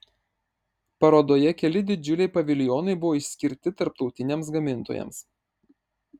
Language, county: Lithuanian, Marijampolė